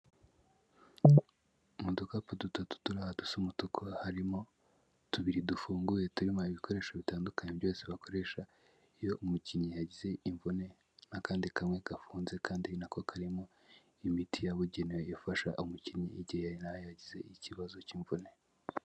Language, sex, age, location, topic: Kinyarwanda, male, 18-24, Kigali, health